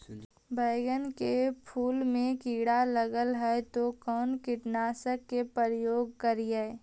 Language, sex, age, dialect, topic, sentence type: Magahi, female, 18-24, Central/Standard, agriculture, question